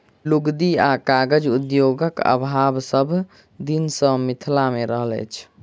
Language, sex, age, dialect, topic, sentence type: Maithili, male, 46-50, Southern/Standard, agriculture, statement